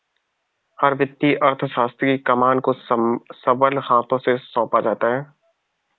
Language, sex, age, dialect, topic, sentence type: Hindi, male, 18-24, Kanauji Braj Bhasha, banking, statement